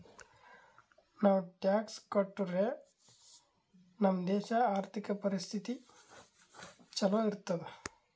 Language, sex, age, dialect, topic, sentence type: Kannada, male, 18-24, Northeastern, banking, statement